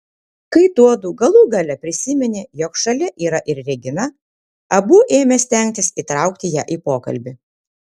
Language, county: Lithuanian, Kaunas